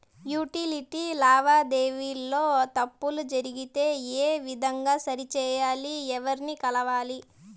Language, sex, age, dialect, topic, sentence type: Telugu, female, 18-24, Southern, banking, question